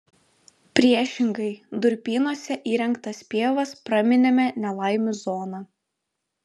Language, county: Lithuanian, Vilnius